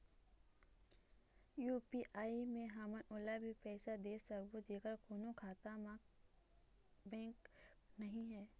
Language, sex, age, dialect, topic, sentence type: Chhattisgarhi, female, 46-50, Eastern, banking, question